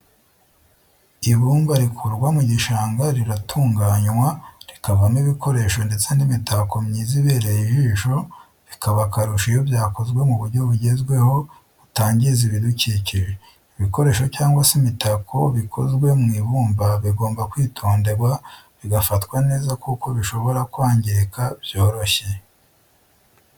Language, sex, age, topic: Kinyarwanda, male, 25-35, education